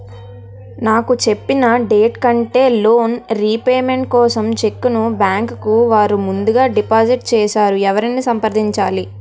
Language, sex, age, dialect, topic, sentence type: Telugu, female, 18-24, Utterandhra, banking, question